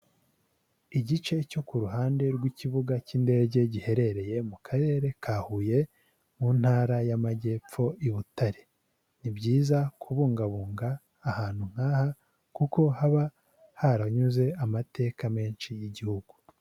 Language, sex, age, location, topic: Kinyarwanda, male, 18-24, Huye, agriculture